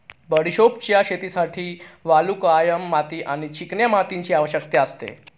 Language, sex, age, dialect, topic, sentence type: Marathi, male, 31-35, Northern Konkan, agriculture, statement